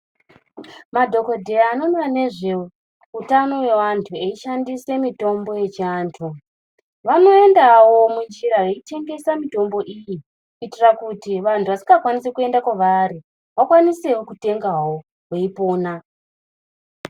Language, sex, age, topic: Ndau, male, 25-35, health